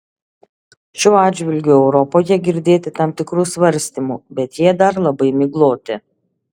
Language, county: Lithuanian, Šiauliai